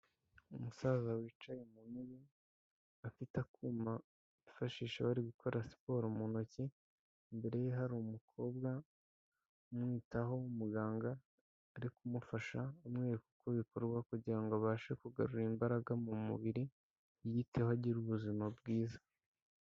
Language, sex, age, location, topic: Kinyarwanda, male, 25-35, Kigali, health